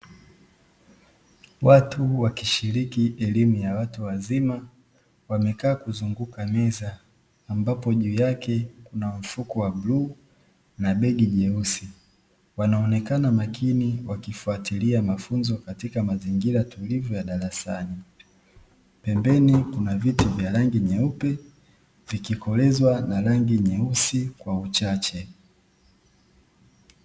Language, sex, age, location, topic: Swahili, male, 25-35, Dar es Salaam, education